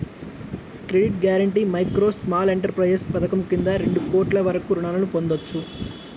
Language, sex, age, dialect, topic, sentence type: Telugu, male, 18-24, Central/Coastal, agriculture, statement